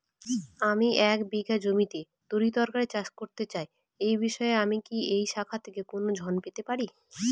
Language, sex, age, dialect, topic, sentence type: Bengali, female, 18-24, Northern/Varendri, banking, question